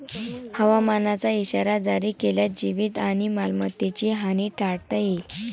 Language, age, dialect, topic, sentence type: Marathi, <18, Varhadi, agriculture, statement